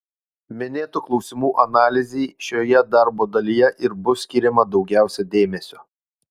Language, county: Lithuanian, Utena